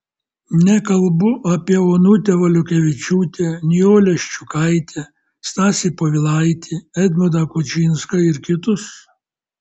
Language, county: Lithuanian, Kaunas